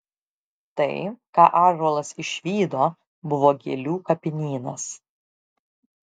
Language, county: Lithuanian, Šiauliai